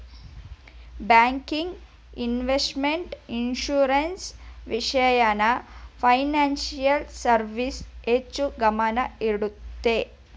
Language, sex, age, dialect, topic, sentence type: Kannada, female, 25-30, Mysore Kannada, banking, statement